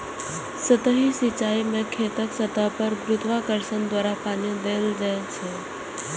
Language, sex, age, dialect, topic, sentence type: Maithili, female, 18-24, Eastern / Thethi, agriculture, statement